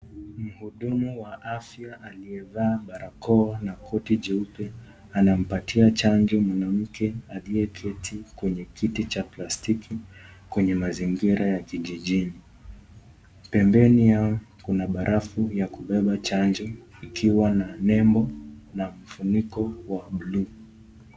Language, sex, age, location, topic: Swahili, male, 18-24, Nakuru, health